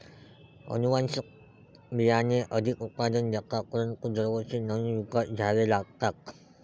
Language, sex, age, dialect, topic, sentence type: Marathi, male, 18-24, Varhadi, agriculture, statement